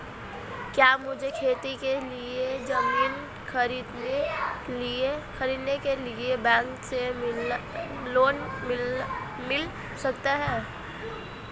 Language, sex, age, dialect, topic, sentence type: Hindi, female, 18-24, Marwari Dhudhari, agriculture, question